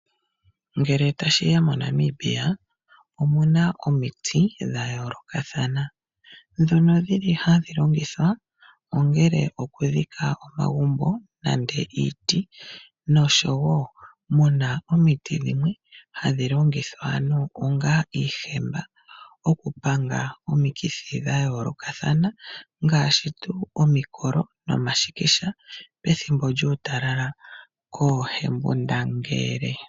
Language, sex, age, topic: Oshiwambo, female, 25-35, agriculture